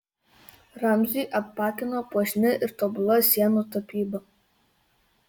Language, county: Lithuanian, Kaunas